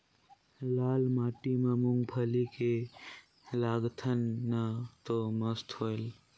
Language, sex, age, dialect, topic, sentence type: Chhattisgarhi, male, 46-50, Northern/Bhandar, agriculture, question